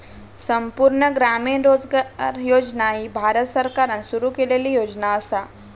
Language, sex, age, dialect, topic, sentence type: Marathi, female, 18-24, Southern Konkan, banking, statement